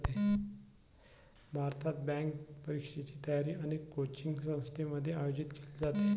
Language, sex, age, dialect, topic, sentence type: Marathi, male, 25-30, Varhadi, banking, statement